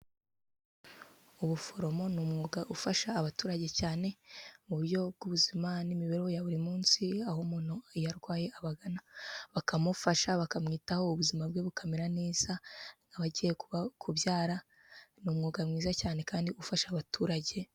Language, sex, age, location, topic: Kinyarwanda, female, 18-24, Kigali, health